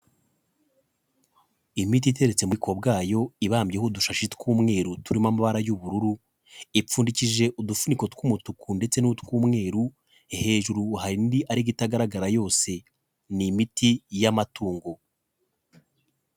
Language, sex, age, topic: Kinyarwanda, male, 25-35, health